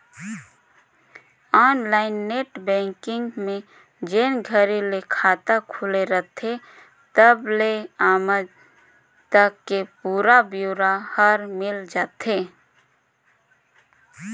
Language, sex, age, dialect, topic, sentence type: Chhattisgarhi, female, 31-35, Northern/Bhandar, banking, statement